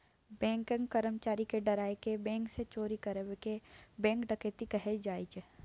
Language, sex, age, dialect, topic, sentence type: Maithili, female, 18-24, Bajjika, banking, statement